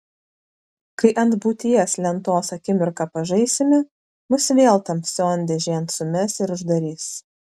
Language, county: Lithuanian, Vilnius